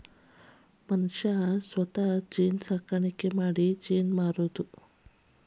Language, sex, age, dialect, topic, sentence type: Kannada, female, 31-35, Dharwad Kannada, agriculture, statement